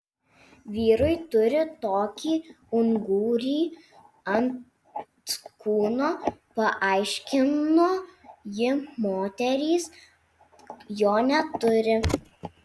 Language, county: Lithuanian, Vilnius